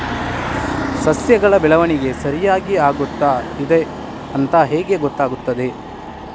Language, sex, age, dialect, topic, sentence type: Kannada, male, 18-24, Coastal/Dakshin, agriculture, question